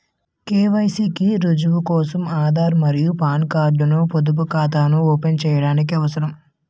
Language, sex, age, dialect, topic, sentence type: Telugu, male, 18-24, Utterandhra, banking, statement